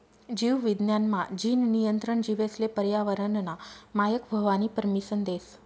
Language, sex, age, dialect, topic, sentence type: Marathi, female, 25-30, Northern Konkan, banking, statement